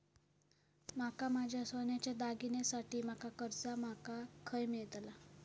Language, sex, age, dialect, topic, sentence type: Marathi, female, 18-24, Southern Konkan, banking, statement